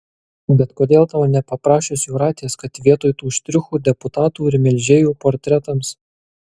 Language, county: Lithuanian, Kaunas